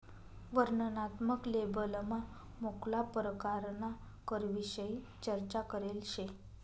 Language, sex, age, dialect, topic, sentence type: Marathi, male, 31-35, Northern Konkan, banking, statement